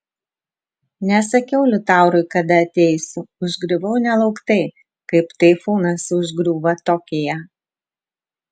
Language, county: Lithuanian, Vilnius